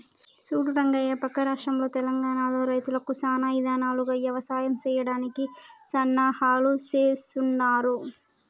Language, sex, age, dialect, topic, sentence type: Telugu, male, 18-24, Telangana, agriculture, statement